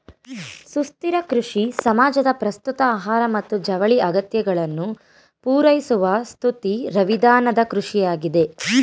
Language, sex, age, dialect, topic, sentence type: Kannada, female, 18-24, Mysore Kannada, agriculture, statement